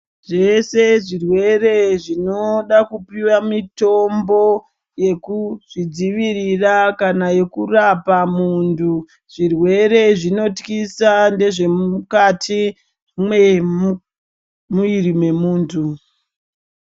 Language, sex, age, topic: Ndau, female, 36-49, health